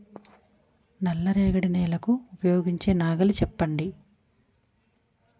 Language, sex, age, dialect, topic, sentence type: Telugu, female, 41-45, Utterandhra, agriculture, question